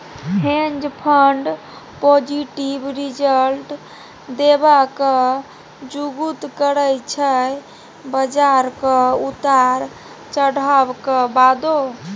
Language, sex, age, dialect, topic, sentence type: Maithili, female, 18-24, Bajjika, banking, statement